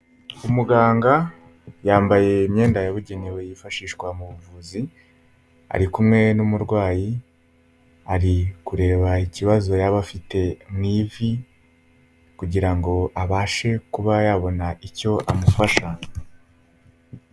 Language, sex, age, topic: Kinyarwanda, male, 18-24, health